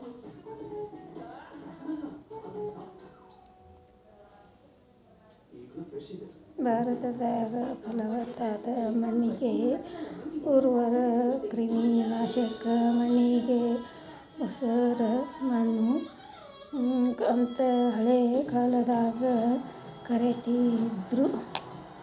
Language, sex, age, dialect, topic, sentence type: Kannada, female, 60-100, Dharwad Kannada, agriculture, statement